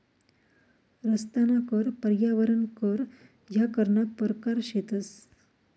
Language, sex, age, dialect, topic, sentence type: Marathi, female, 31-35, Northern Konkan, banking, statement